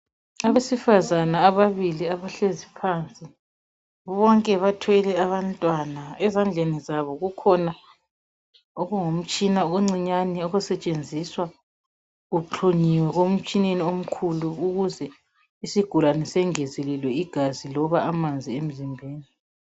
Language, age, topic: North Ndebele, 36-49, health